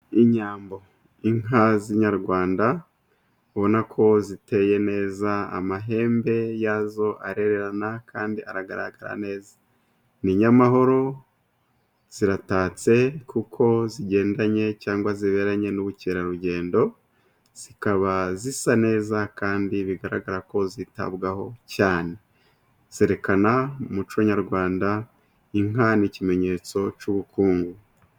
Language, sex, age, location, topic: Kinyarwanda, male, 36-49, Musanze, agriculture